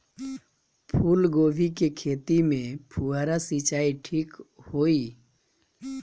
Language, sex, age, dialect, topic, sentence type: Bhojpuri, male, 25-30, Northern, agriculture, question